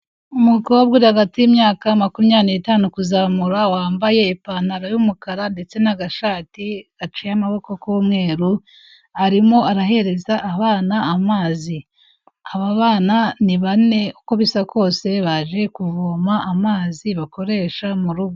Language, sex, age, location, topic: Kinyarwanda, female, 18-24, Kigali, health